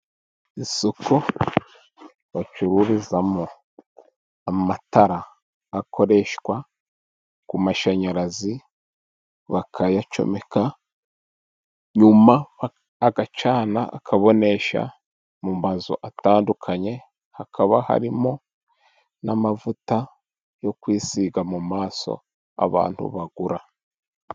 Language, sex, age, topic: Kinyarwanda, male, 36-49, finance